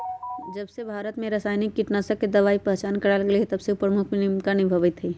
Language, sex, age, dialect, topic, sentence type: Magahi, female, 31-35, Western, agriculture, statement